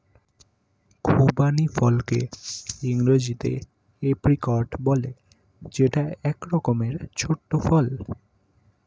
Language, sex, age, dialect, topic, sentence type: Bengali, male, 18-24, Standard Colloquial, agriculture, statement